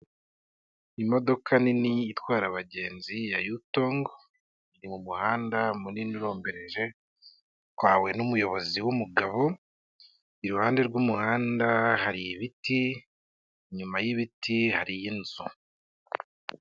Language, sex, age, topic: Kinyarwanda, male, 25-35, government